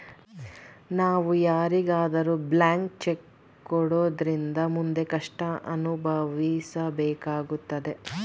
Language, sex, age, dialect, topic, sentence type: Kannada, female, 36-40, Mysore Kannada, banking, statement